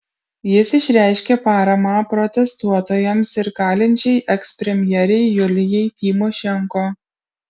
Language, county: Lithuanian, Kaunas